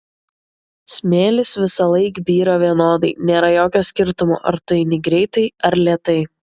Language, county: Lithuanian, Vilnius